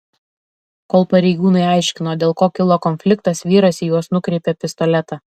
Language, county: Lithuanian, Alytus